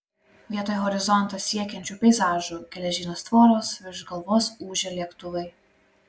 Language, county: Lithuanian, Klaipėda